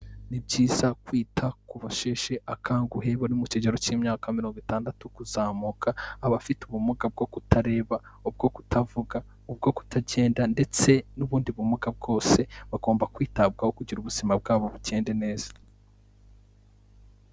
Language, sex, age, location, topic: Kinyarwanda, male, 18-24, Kigali, health